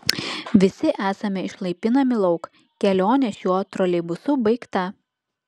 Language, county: Lithuanian, Klaipėda